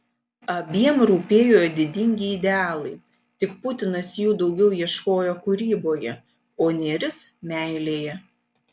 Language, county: Lithuanian, Panevėžys